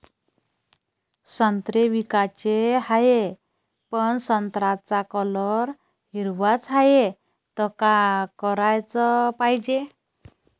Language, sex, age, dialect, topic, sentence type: Marathi, female, 31-35, Varhadi, agriculture, question